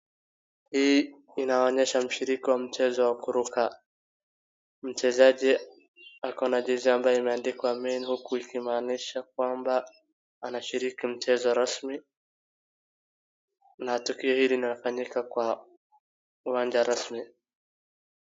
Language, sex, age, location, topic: Swahili, male, 36-49, Wajir, government